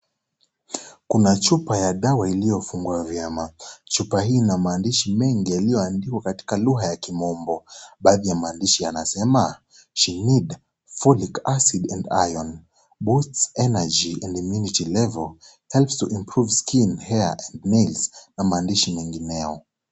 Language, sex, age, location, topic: Swahili, male, 18-24, Kisii, health